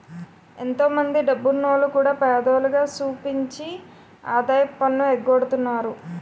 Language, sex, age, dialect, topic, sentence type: Telugu, female, 25-30, Utterandhra, banking, statement